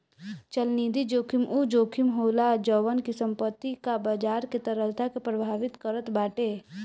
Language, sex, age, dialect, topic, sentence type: Bhojpuri, female, 18-24, Northern, banking, statement